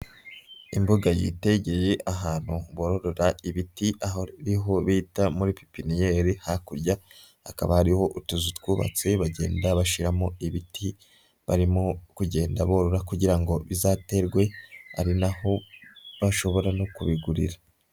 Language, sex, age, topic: Kinyarwanda, male, 25-35, agriculture